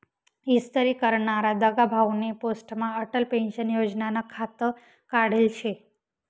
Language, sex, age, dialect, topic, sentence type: Marathi, female, 18-24, Northern Konkan, banking, statement